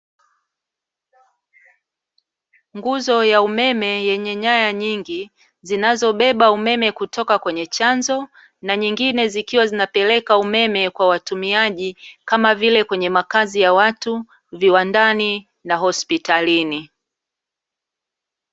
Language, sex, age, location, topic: Swahili, female, 36-49, Dar es Salaam, government